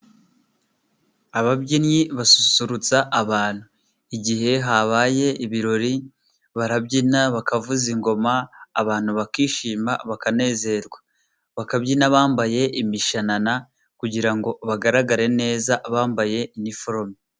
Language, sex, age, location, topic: Kinyarwanda, male, 25-35, Burera, government